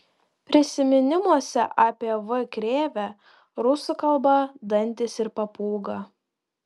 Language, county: Lithuanian, Panevėžys